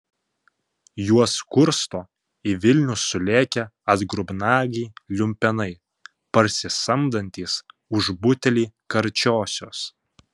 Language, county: Lithuanian, Panevėžys